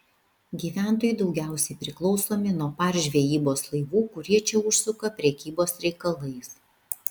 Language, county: Lithuanian, Vilnius